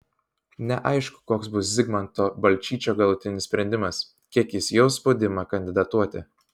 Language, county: Lithuanian, Vilnius